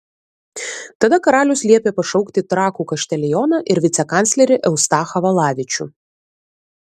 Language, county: Lithuanian, Vilnius